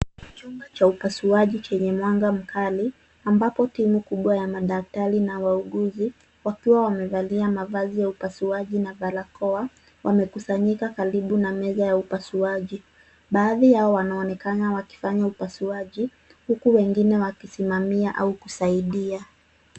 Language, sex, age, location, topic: Swahili, female, 18-24, Nairobi, health